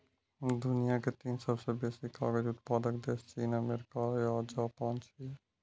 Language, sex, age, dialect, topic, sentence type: Maithili, male, 25-30, Eastern / Thethi, agriculture, statement